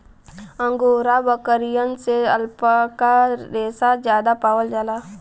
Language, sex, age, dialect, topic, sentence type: Bhojpuri, female, 18-24, Western, agriculture, statement